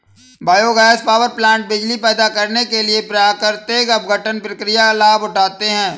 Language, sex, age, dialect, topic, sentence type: Hindi, male, 25-30, Awadhi Bundeli, agriculture, statement